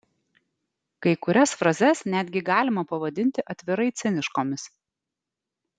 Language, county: Lithuanian, Alytus